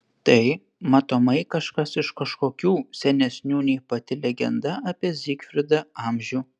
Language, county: Lithuanian, Panevėžys